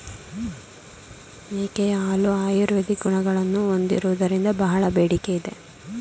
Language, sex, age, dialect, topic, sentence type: Kannada, female, 25-30, Mysore Kannada, agriculture, statement